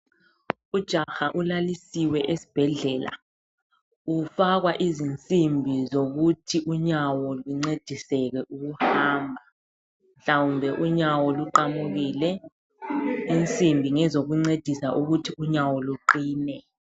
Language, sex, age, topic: North Ndebele, female, 36-49, health